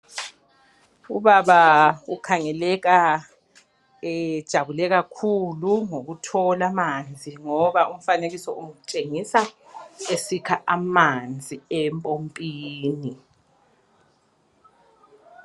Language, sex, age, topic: North Ndebele, female, 36-49, health